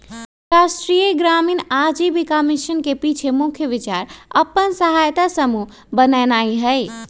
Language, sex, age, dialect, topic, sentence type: Magahi, male, 31-35, Western, banking, statement